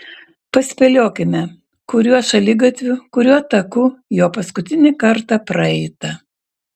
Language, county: Lithuanian, Kaunas